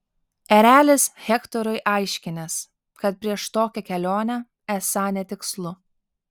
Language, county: Lithuanian, Alytus